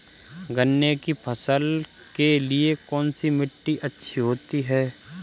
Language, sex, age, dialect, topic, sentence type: Hindi, male, 25-30, Kanauji Braj Bhasha, agriculture, question